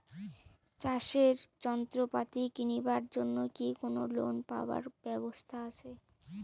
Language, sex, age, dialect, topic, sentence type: Bengali, female, 18-24, Rajbangshi, agriculture, question